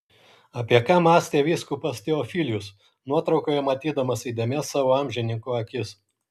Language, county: Lithuanian, Kaunas